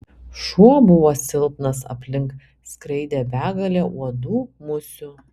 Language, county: Lithuanian, Telšiai